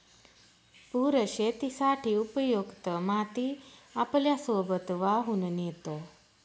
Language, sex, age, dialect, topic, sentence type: Marathi, female, 25-30, Northern Konkan, agriculture, statement